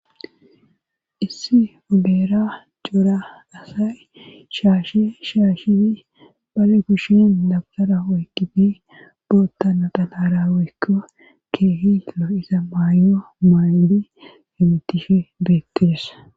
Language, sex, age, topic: Gamo, female, 18-24, government